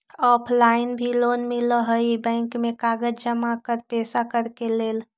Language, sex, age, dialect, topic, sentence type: Magahi, female, 18-24, Western, banking, question